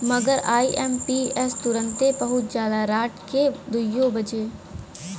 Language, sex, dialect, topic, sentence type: Bhojpuri, female, Western, banking, statement